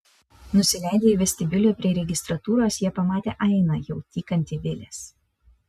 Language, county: Lithuanian, Vilnius